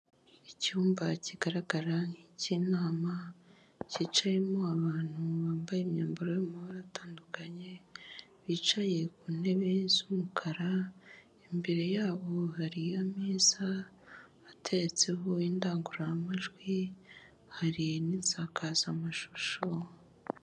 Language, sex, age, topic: Kinyarwanda, female, 25-35, government